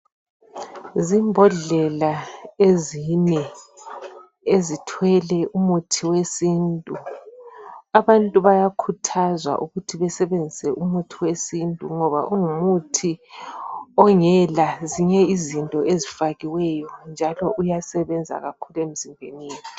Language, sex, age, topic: North Ndebele, female, 36-49, health